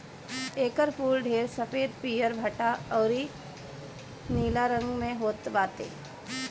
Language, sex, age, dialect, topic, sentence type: Bhojpuri, female, 18-24, Northern, agriculture, statement